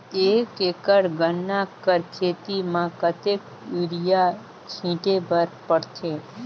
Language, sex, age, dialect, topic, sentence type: Chhattisgarhi, female, 18-24, Northern/Bhandar, agriculture, question